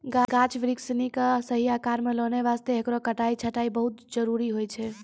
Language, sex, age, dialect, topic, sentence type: Maithili, female, 18-24, Angika, agriculture, statement